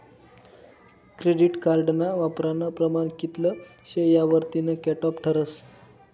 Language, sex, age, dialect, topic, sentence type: Marathi, male, 18-24, Northern Konkan, banking, statement